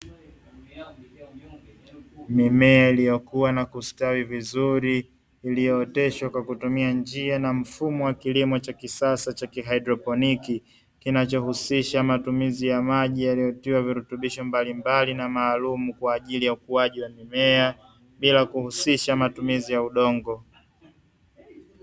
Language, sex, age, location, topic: Swahili, male, 25-35, Dar es Salaam, agriculture